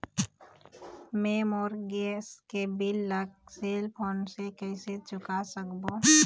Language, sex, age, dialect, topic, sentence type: Chhattisgarhi, female, 25-30, Eastern, banking, question